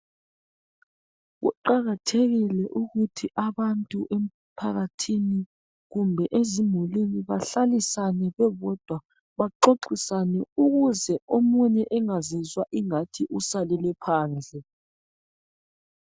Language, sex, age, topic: North Ndebele, male, 36-49, health